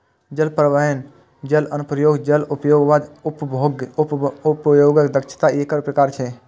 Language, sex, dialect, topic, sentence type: Maithili, male, Eastern / Thethi, agriculture, statement